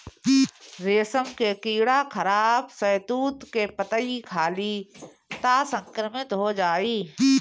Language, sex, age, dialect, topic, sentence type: Bhojpuri, female, 31-35, Northern, agriculture, statement